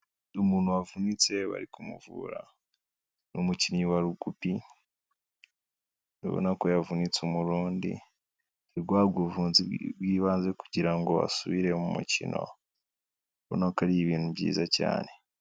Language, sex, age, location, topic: Kinyarwanda, male, 18-24, Kigali, health